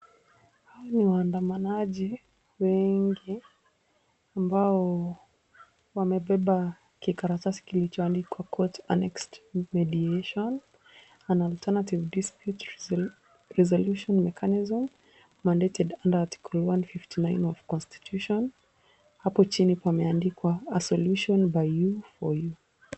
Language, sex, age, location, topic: Swahili, female, 18-24, Kisumu, government